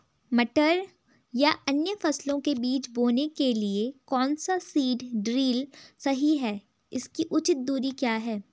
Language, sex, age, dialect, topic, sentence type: Hindi, female, 18-24, Garhwali, agriculture, question